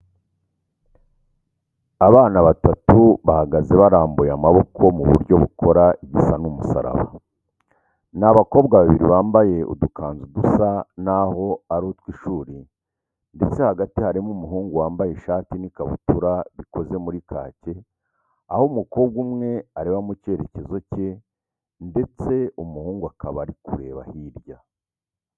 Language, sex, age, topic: Kinyarwanda, male, 36-49, education